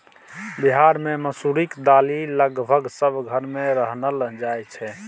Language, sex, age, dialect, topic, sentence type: Maithili, male, 31-35, Bajjika, agriculture, statement